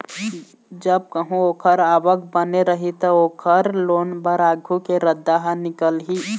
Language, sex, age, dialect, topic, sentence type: Chhattisgarhi, male, 18-24, Eastern, banking, statement